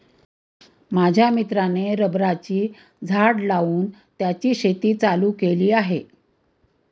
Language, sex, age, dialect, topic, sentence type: Marathi, female, 60-100, Standard Marathi, agriculture, statement